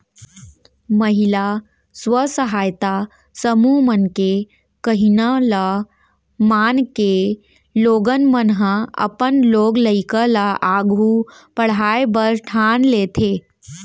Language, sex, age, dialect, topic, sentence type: Chhattisgarhi, female, 60-100, Central, banking, statement